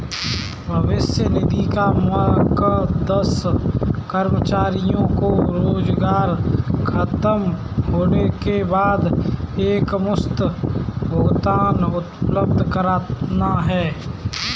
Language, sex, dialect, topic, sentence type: Hindi, male, Kanauji Braj Bhasha, banking, statement